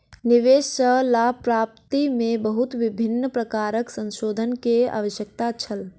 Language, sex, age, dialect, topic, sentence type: Maithili, female, 51-55, Southern/Standard, banking, statement